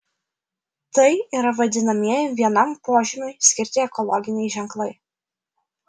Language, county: Lithuanian, Vilnius